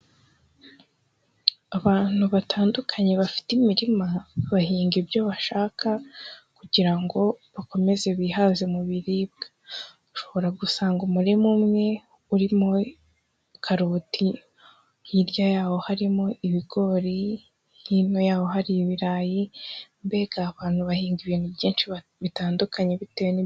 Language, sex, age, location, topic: Kinyarwanda, female, 18-24, Huye, agriculture